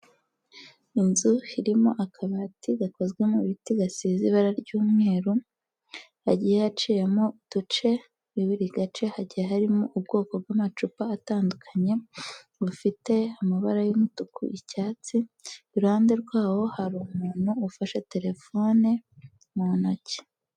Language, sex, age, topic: Kinyarwanda, female, 18-24, agriculture